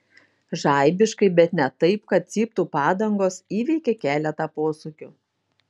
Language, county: Lithuanian, Šiauliai